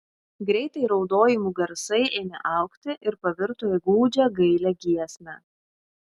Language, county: Lithuanian, Šiauliai